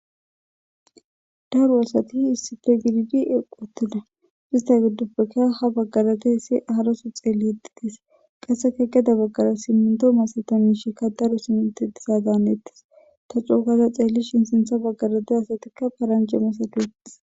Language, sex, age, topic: Gamo, female, 18-24, government